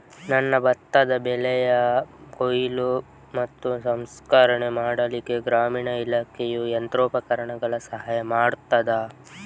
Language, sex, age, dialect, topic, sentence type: Kannada, male, 25-30, Coastal/Dakshin, agriculture, question